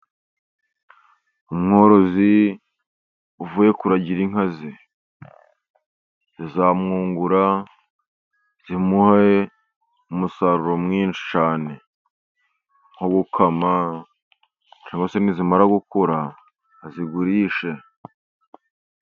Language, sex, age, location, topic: Kinyarwanda, male, 50+, Musanze, agriculture